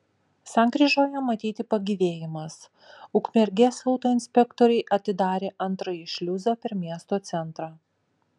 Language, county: Lithuanian, Kaunas